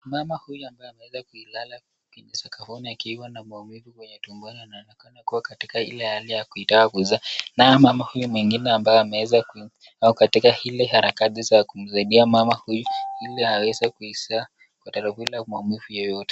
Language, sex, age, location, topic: Swahili, male, 25-35, Nakuru, health